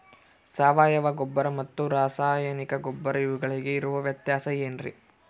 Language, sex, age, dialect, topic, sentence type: Kannada, male, 25-30, Central, agriculture, question